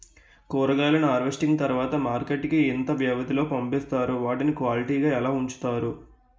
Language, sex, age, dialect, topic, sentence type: Telugu, male, 18-24, Utterandhra, agriculture, question